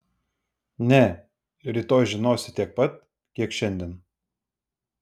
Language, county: Lithuanian, Vilnius